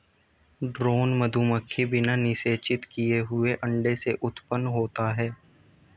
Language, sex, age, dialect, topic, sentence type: Hindi, male, 18-24, Hindustani Malvi Khadi Boli, agriculture, statement